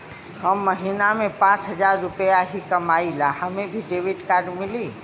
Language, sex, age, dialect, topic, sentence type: Bhojpuri, female, 25-30, Western, banking, question